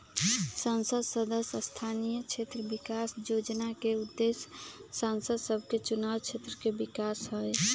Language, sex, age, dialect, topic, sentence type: Magahi, female, 25-30, Western, banking, statement